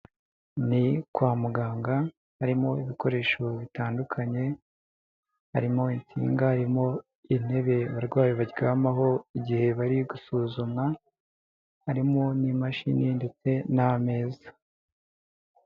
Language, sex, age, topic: Kinyarwanda, male, 18-24, health